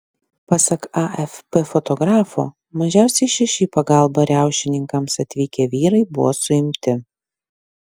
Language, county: Lithuanian, Klaipėda